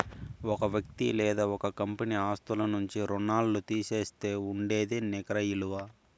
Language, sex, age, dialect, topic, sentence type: Telugu, male, 18-24, Southern, banking, statement